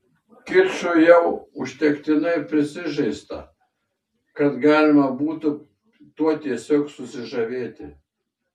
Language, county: Lithuanian, Šiauliai